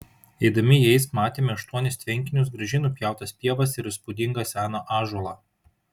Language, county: Lithuanian, Šiauliai